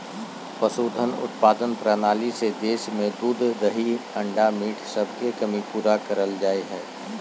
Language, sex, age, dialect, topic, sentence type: Magahi, male, 36-40, Southern, agriculture, statement